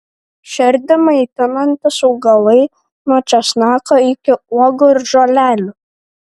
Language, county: Lithuanian, Šiauliai